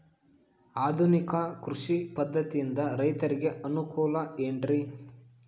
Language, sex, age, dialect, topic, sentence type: Kannada, male, 18-24, Central, agriculture, question